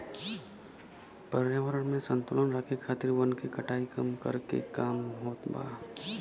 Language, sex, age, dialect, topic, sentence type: Bhojpuri, male, 25-30, Western, agriculture, statement